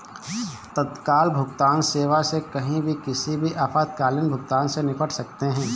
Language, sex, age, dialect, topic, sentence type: Hindi, male, 25-30, Awadhi Bundeli, banking, statement